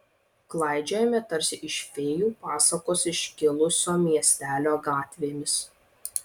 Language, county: Lithuanian, Vilnius